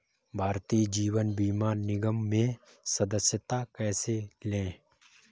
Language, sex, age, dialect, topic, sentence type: Hindi, male, 18-24, Kanauji Braj Bhasha, banking, question